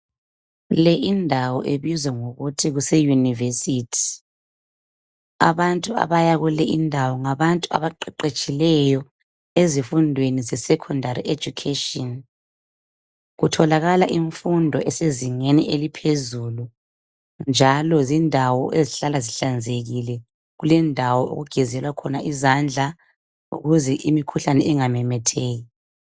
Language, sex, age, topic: North Ndebele, female, 25-35, education